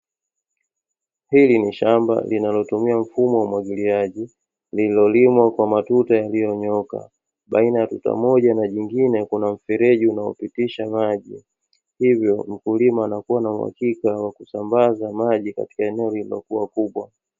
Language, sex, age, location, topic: Swahili, male, 36-49, Dar es Salaam, agriculture